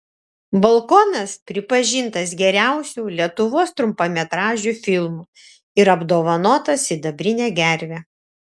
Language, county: Lithuanian, Šiauliai